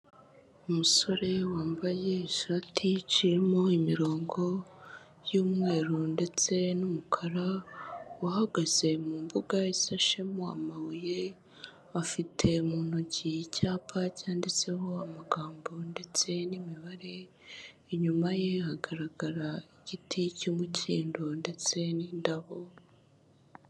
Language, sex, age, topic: Kinyarwanda, female, 25-35, finance